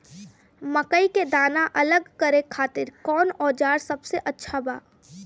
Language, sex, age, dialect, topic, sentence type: Bhojpuri, female, <18, Southern / Standard, agriculture, question